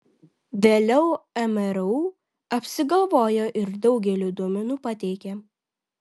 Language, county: Lithuanian, Vilnius